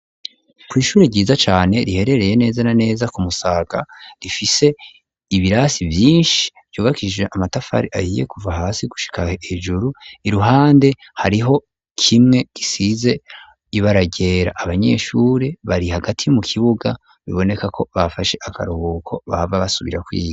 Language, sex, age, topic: Rundi, male, 36-49, education